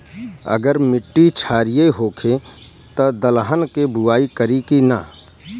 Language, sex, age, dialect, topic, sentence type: Bhojpuri, male, 31-35, Southern / Standard, agriculture, question